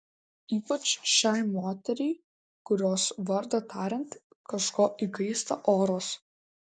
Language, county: Lithuanian, Klaipėda